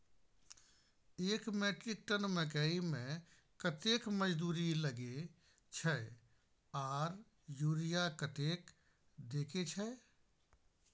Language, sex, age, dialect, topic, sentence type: Maithili, male, 41-45, Bajjika, agriculture, question